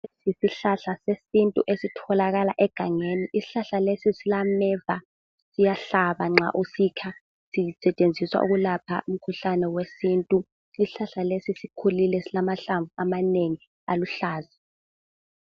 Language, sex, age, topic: North Ndebele, female, 18-24, health